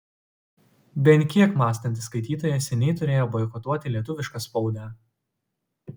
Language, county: Lithuanian, Utena